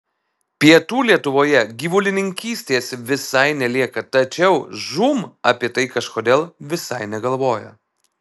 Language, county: Lithuanian, Alytus